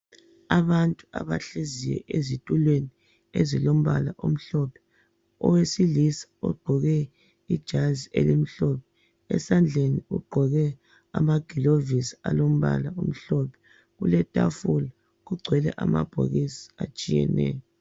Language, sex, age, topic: North Ndebele, male, 36-49, health